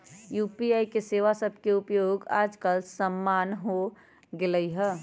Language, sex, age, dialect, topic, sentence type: Magahi, female, 18-24, Western, banking, statement